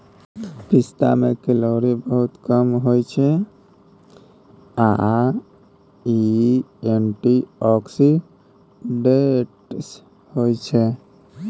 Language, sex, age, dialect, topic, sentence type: Maithili, male, 18-24, Bajjika, agriculture, statement